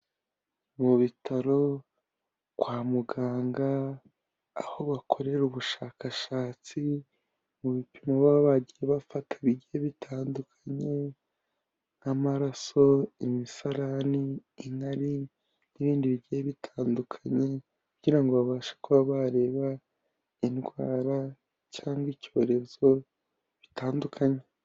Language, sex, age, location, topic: Kinyarwanda, male, 18-24, Kigali, health